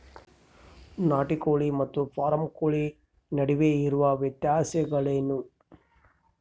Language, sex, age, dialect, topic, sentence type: Kannada, male, 31-35, Central, agriculture, question